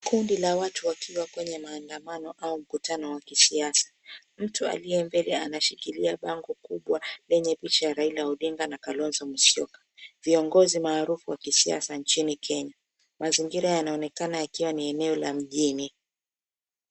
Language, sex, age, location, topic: Swahili, female, 25-35, Mombasa, government